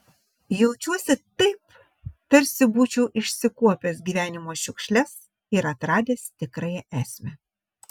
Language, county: Lithuanian, Šiauliai